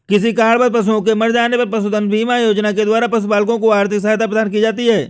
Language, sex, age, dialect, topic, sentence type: Hindi, male, 25-30, Awadhi Bundeli, agriculture, statement